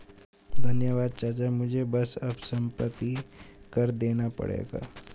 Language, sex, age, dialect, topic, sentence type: Hindi, male, 18-24, Hindustani Malvi Khadi Boli, banking, statement